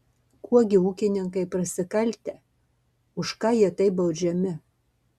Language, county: Lithuanian, Marijampolė